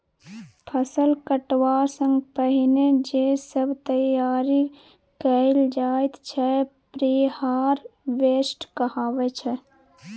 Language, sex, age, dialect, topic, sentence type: Maithili, female, 25-30, Bajjika, agriculture, statement